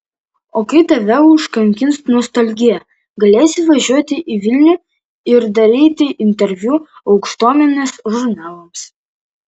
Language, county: Lithuanian, Vilnius